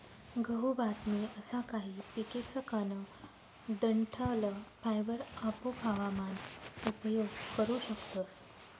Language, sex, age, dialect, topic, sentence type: Marathi, female, 36-40, Northern Konkan, agriculture, statement